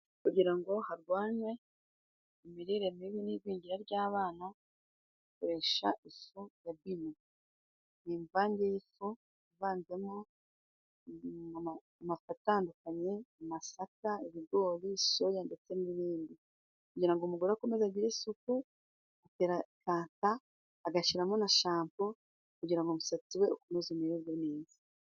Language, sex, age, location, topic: Kinyarwanda, female, 36-49, Musanze, finance